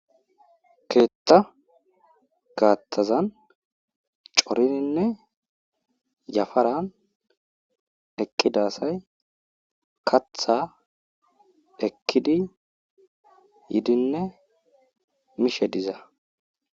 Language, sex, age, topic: Gamo, male, 18-24, government